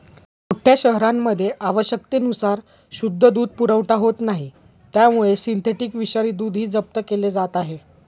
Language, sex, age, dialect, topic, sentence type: Marathi, male, 18-24, Standard Marathi, agriculture, statement